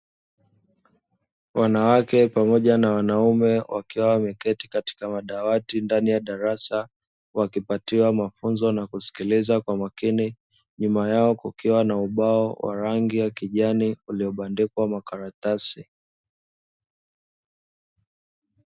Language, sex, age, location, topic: Swahili, male, 25-35, Dar es Salaam, education